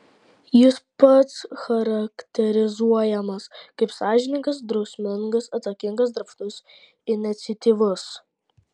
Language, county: Lithuanian, Klaipėda